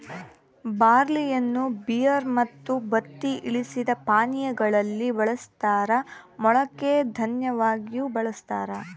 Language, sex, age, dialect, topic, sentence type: Kannada, female, 18-24, Central, agriculture, statement